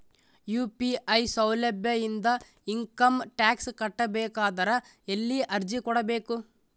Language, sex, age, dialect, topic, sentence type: Kannada, male, 31-35, Northeastern, banking, question